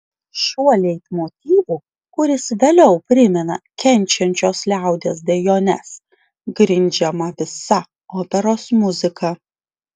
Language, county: Lithuanian, Vilnius